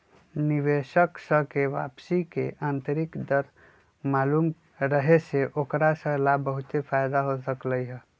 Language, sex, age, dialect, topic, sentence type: Magahi, male, 25-30, Western, banking, statement